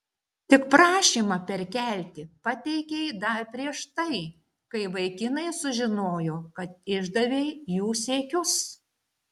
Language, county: Lithuanian, Šiauliai